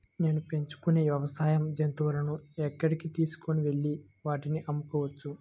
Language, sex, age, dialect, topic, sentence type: Telugu, male, 25-30, Central/Coastal, agriculture, question